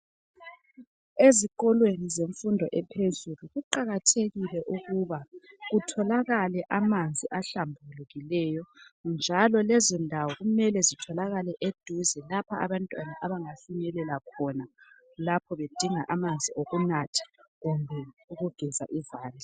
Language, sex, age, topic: North Ndebele, female, 25-35, education